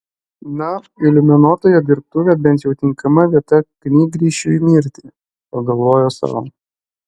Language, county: Lithuanian, Klaipėda